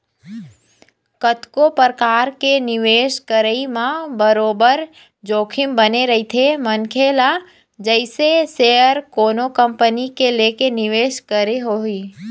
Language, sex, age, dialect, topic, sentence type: Chhattisgarhi, female, 25-30, Eastern, banking, statement